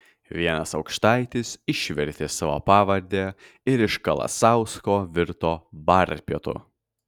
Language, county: Lithuanian, Kaunas